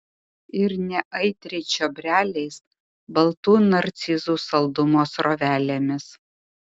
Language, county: Lithuanian, Utena